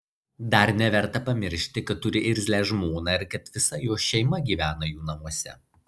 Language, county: Lithuanian, Marijampolė